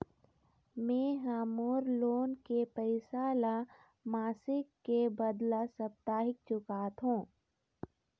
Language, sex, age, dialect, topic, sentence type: Chhattisgarhi, female, 60-100, Eastern, banking, statement